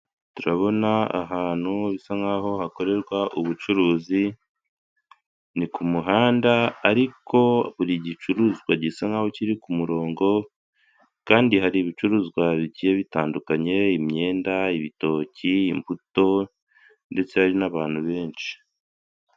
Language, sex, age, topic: Kinyarwanda, male, 25-35, finance